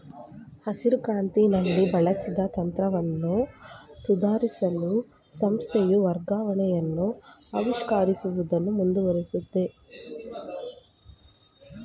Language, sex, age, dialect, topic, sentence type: Kannada, female, 25-30, Mysore Kannada, agriculture, statement